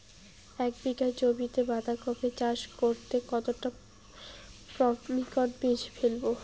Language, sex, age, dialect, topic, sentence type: Bengali, female, 25-30, Rajbangshi, agriculture, question